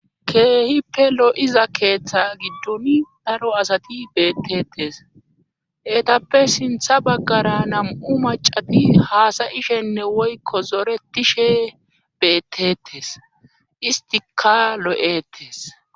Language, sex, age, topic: Gamo, male, 25-35, government